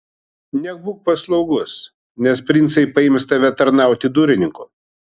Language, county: Lithuanian, Vilnius